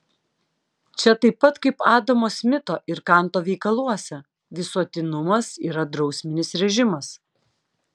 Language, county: Lithuanian, Klaipėda